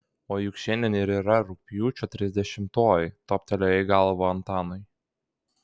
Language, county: Lithuanian, Kaunas